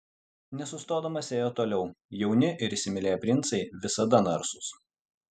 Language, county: Lithuanian, Utena